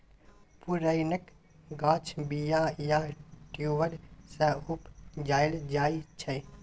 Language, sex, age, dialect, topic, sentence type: Maithili, male, 18-24, Bajjika, agriculture, statement